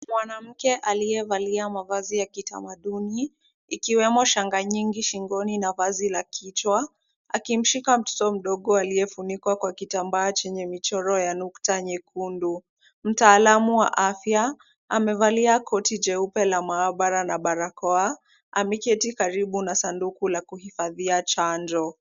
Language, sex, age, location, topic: Swahili, female, 25-35, Kisumu, health